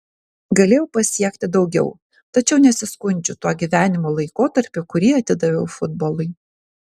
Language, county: Lithuanian, Kaunas